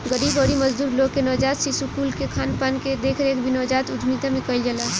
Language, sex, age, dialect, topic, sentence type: Bhojpuri, female, 18-24, Northern, banking, statement